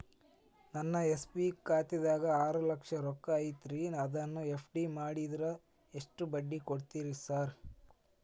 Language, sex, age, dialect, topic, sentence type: Kannada, male, 18-24, Dharwad Kannada, banking, question